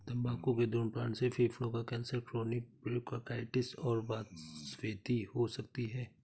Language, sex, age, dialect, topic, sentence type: Hindi, male, 36-40, Awadhi Bundeli, agriculture, statement